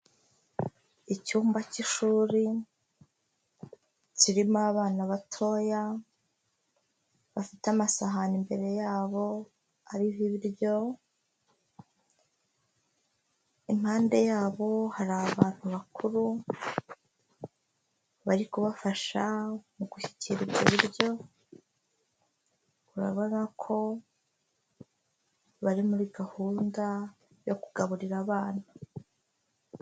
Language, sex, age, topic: Kinyarwanda, female, 25-35, health